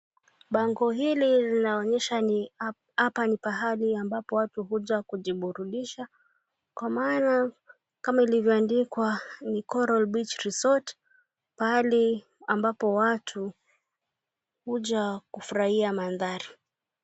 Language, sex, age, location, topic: Swahili, female, 25-35, Mombasa, government